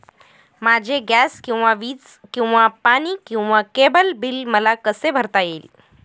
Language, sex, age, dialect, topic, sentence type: Marathi, female, 18-24, Northern Konkan, banking, question